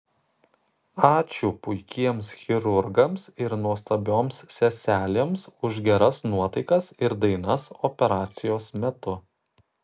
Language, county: Lithuanian, Kaunas